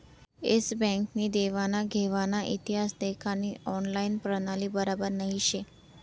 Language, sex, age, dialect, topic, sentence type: Marathi, female, 18-24, Northern Konkan, banking, statement